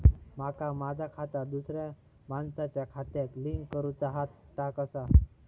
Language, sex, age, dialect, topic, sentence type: Marathi, male, 18-24, Southern Konkan, banking, question